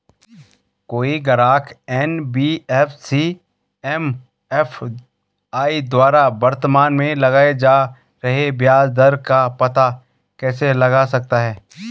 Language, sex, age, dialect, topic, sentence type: Hindi, male, 36-40, Garhwali, banking, question